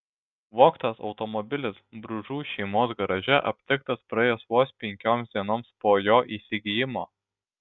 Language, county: Lithuanian, Šiauliai